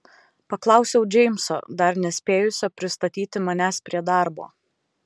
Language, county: Lithuanian, Vilnius